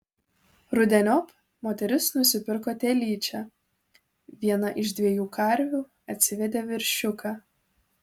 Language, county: Lithuanian, Vilnius